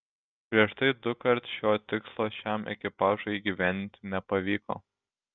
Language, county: Lithuanian, Šiauliai